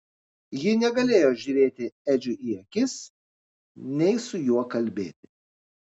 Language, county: Lithuanian, Kaunas